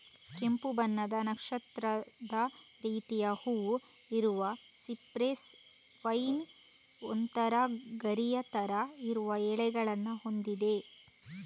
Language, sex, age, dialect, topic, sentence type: Kannada, female, 36-40, Coastal/Dakshin, agriculture, statement